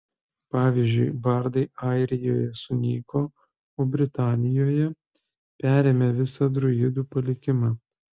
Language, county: Lithuanian, Kaunas